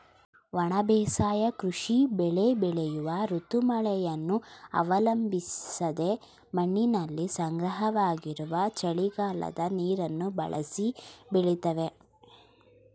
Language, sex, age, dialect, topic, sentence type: Kannada, female, 18-24, Mysore Kannada, agriculture, statement